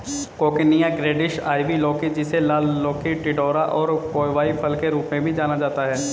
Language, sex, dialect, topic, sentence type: Hindi, male, Hindustani Malvi Khadi Boli, agriculture, statement